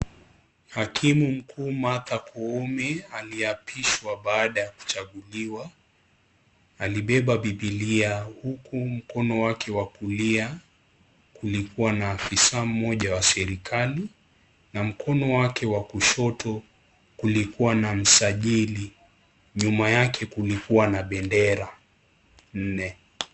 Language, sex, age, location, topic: Swahili, male, 25-35, Kisii, government